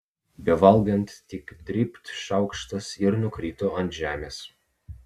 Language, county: Lithuanian, Vilnius